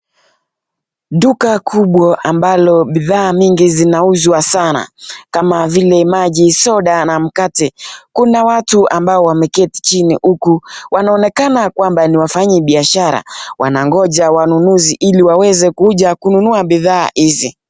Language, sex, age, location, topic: Swahili, male, 25-35, Nakuru, finance